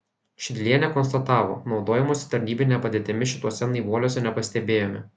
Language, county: Lithuanian, Kaunas